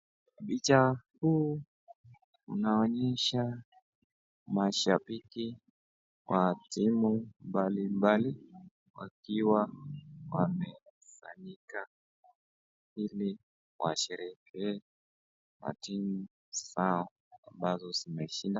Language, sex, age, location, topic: Swahili, male, 25-35, Nakuru, government